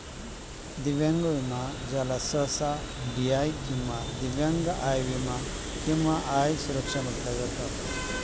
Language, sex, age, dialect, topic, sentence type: Marathi, male, 56-60, Northern Konkan, banking, statement